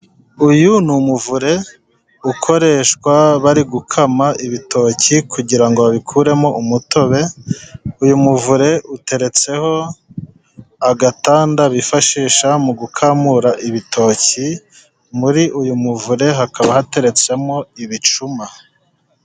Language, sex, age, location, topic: Kinyarwanda, male, 36-49, Musanze, government